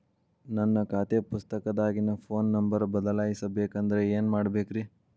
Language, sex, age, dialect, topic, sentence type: Kannada, male, 18-24, Dharwad Kannada, banking, question